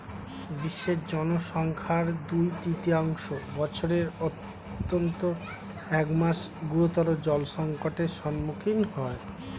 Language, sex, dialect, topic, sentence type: Bengali, male, Standard Colloquial, agriculture, statement